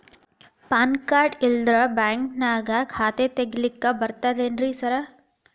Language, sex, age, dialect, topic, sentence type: Kannada, female, 18-24, Dharwad Kannada, banking, question